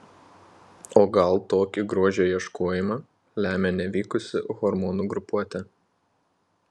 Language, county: Lithuanian, Panevėžys